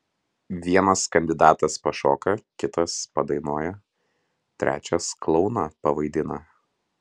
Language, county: Lithuanian, Klaipėda